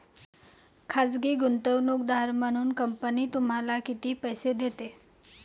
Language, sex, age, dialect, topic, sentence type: Marathi, female, 31-35, Varhadi, banking, statement